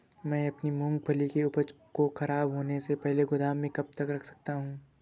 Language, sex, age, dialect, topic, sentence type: Hindi, male, 25-30, Awadhi Bundeli, agriculture, question